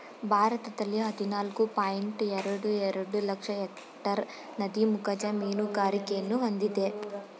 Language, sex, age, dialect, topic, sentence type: Kannada, female, 18-24, Mysore Kannada, agriculture, statement